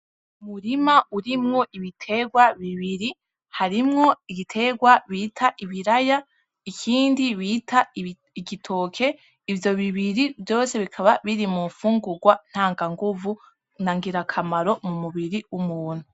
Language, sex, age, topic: Rundi, female, 18-24, agriculture